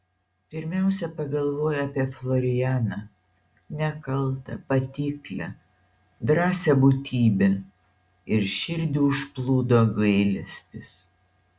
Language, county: Lithuanian, Šiauliai